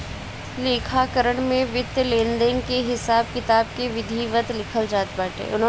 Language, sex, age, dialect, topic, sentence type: Bhojpuri, male, 25-30, Northern, banking, statement